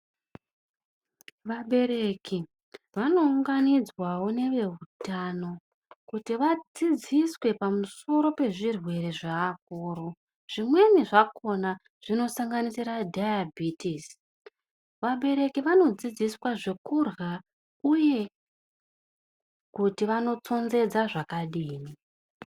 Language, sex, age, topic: Ndau, female, 25-35, health